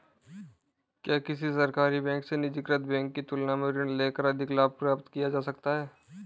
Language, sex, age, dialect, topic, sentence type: Hindi, male, 18-24, Marwari Dhudhari, banking, question